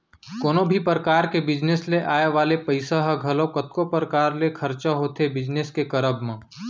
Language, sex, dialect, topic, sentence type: Chhattisgarhi, male, Central, banking, statement